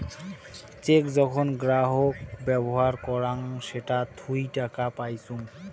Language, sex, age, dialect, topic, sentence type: Bengali, male, 60-100, Rajbangshi, banking, statement